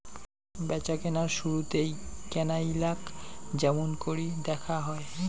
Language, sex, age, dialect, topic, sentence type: Bengali, male, 60-100, Rajbangshi, agriculture, statement